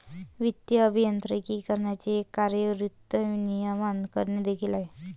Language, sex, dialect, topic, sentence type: Marathi, female, Varhadi, banking, statement